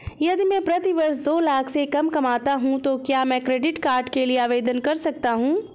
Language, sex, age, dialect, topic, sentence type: Hindi, female, 25-30, Awadhi Bundeli, banking, question